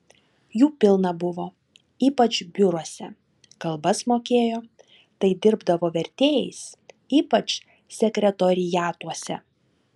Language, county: Lithuanian, Klaipėda